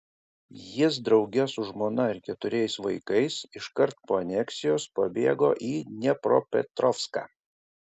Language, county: Lithuanian, Kaunas